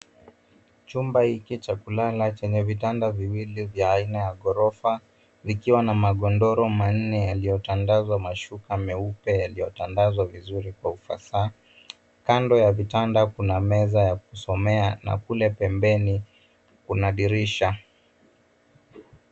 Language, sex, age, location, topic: Swahili, male, 18-24, Nairobi, education